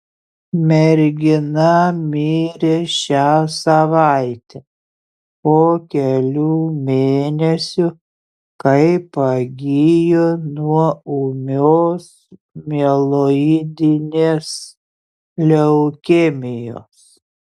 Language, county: Lithuanian, Utena